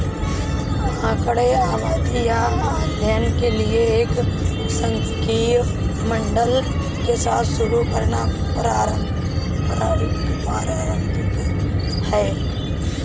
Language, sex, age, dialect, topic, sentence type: Hindi, female, 18-24, Awadhi Bundeli, banking, statement